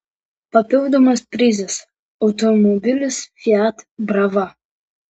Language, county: Lithuanian, Vilnius